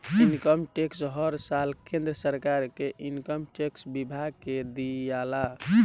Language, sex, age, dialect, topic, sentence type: Bhojpuri, male, 18-24, Southern / Standard, banking, statement